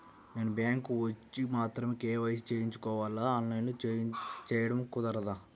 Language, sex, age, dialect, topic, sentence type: Telugu, male, 60-100, Central/Coastal, banking, question